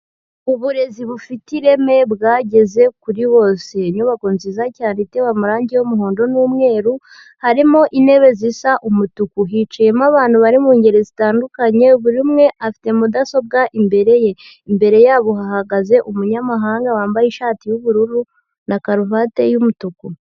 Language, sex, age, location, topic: Kinyarwanda, female, 18-24, Huye, education